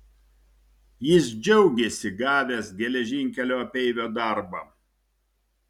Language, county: Lithuanian, Šiauliai